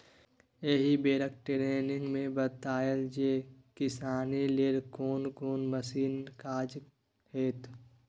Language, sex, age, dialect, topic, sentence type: Maithili, male, 51-55, Bajjika, agriculture, statement